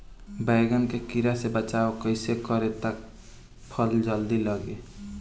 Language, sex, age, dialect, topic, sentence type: Bhojpuri, male, <18, Southern / Standard, agriculture, question